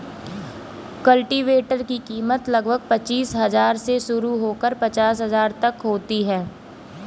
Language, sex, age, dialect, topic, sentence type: Hindi, female, 18-24, Kanauji Braj Bhasha, agriculture, statement